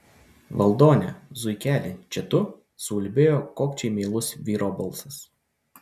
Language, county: Lithuanian, Utena